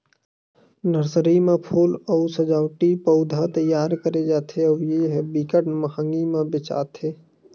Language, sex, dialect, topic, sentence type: Chhattisgarhi, male, Western/Budati/Khatahi, agriculture, statement